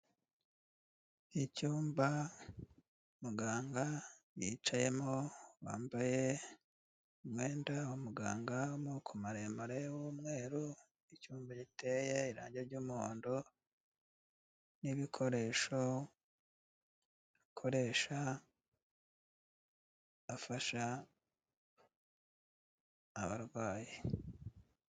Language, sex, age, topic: Kinyarwanda, male, 36-49, health